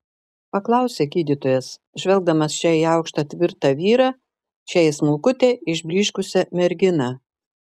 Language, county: Lithuanian, Šiauliai